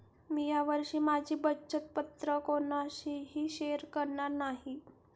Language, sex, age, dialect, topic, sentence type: Marathi, female, 18-24, Standard Marathi, banking, statement